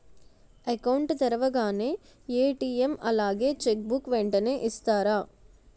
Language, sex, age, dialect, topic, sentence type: Telugu, female, 56-60, Utterandhra, banking, question